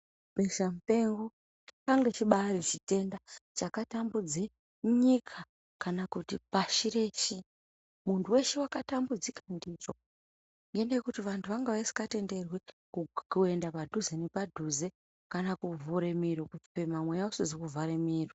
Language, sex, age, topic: Ndau, female, 36-49, health